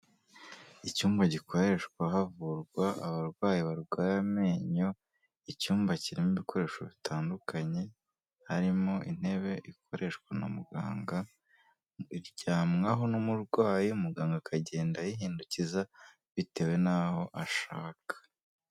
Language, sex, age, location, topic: Kinyarwanda, male, 25-35, Kigali, health